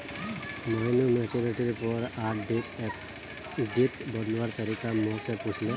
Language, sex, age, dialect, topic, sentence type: Magahi, male, 31-35, Northeastern/Surjapuri, banking, statement